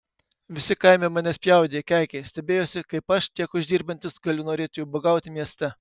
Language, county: Lithuanian, Kaunas